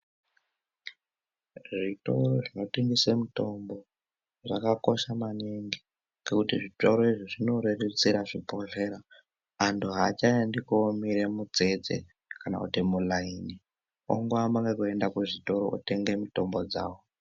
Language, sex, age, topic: Ndau, male, 18-24, health